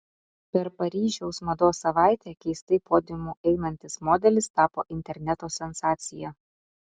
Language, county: Lithuanian, Utena